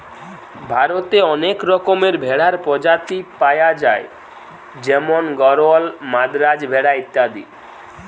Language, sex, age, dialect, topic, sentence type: Bengali, male, 18-24, Western, agriculture, statement